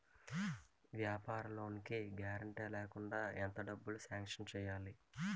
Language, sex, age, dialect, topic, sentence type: Telugu, male, 18-24, Utterandhra, banking, question